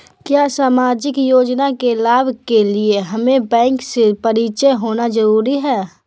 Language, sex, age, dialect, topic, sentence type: Magahi, female, 18-24, Southern, banking, question